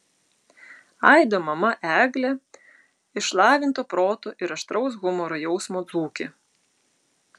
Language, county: Lithuanian, Utena